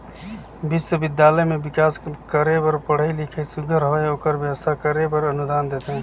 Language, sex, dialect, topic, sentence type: Chhattisgarhi, male, Northern/Bhandar, banking, statement